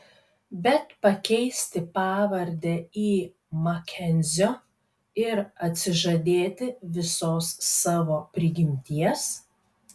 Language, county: Lithuanian, Kaunas